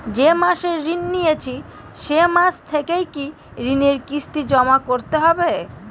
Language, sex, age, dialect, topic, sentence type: Bengali, female, 18-24, Northern/Varendri, banking, question